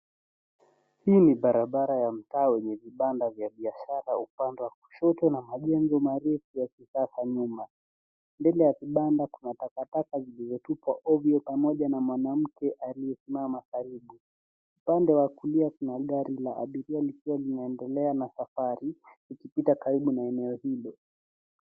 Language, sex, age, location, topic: Swahili, male, 18-24, Nairobi, government